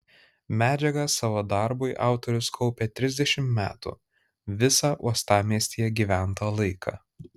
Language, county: Lithuanian, Kaunas